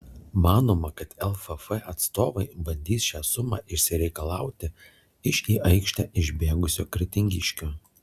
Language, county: Lithuanian, Alytus